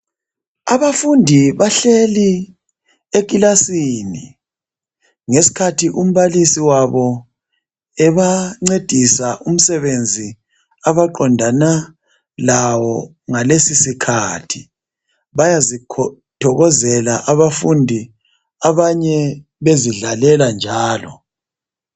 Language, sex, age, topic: North Ndebele, male, 36-49, education